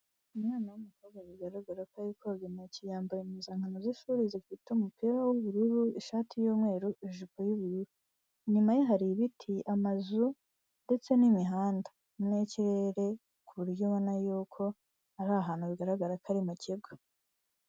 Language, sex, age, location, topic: Kinyarwanda, female, 18-24, Kigali, health